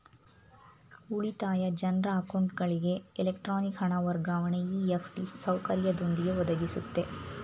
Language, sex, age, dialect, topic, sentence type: Kannada, female, 25-30, Mysore Kannada, banking, statement